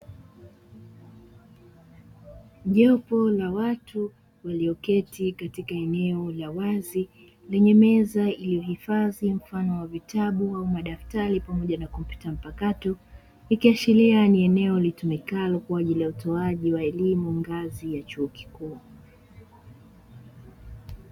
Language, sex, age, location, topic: Swahili, female, 25-35, Dar es Salaam, education